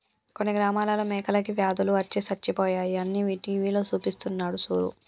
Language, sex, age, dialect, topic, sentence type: Telugu, female, 25-30, Telangana, agriculture, statement